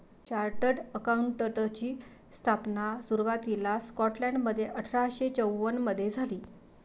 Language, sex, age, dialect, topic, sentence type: Marathi, female, 56-60, Varhadi, banking, statement